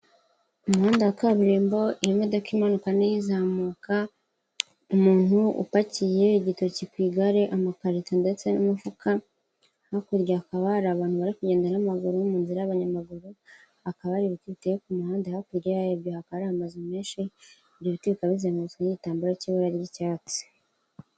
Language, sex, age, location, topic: Kinyarwanda, male, 36-49, Kigali, government